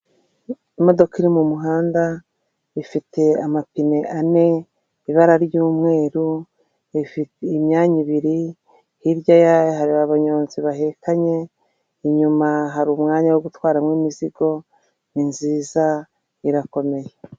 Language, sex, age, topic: Kinyarwanda, female, 36-49, government